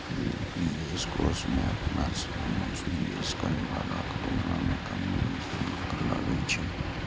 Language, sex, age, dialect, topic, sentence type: Maithili, male, 56-60, Eastern / Thethi, banking, statement